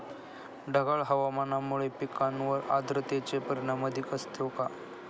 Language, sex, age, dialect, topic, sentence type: Marathi, male, 25-30, Standard Marathi, agriculture, question